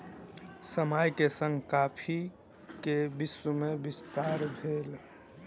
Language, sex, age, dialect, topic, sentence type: Maithili, male, 18-24, Southern/Standard, agriculture, statement